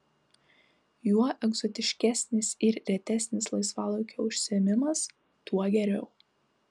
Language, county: Lithuanian, Kaunas